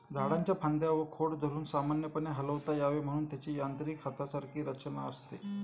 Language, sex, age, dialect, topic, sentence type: Marathi, male, 46-50, Standard Marathi, agriculture, statement